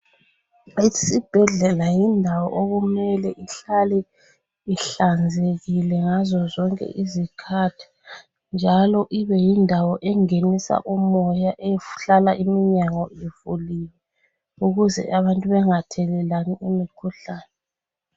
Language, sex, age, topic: North Ndebele, female, 36-49, health